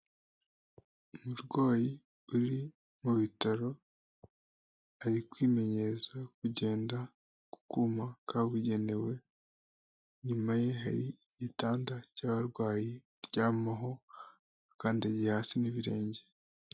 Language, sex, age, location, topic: Kinyarwanda, female, 18-24, Kigali, health